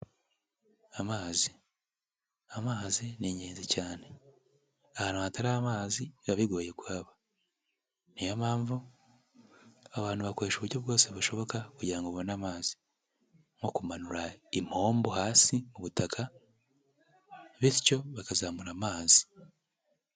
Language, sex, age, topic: Kinyarwanda, male, 18-24, health